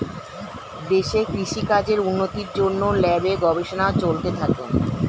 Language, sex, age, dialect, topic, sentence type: Bengali, female, 36-40, Standard Colloquial, agriculture, statement